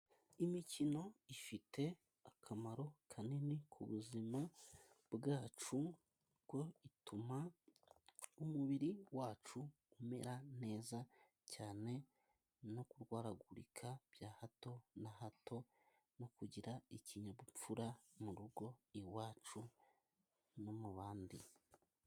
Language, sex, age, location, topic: Kinyarwanda, male, 25-35, Musanze, government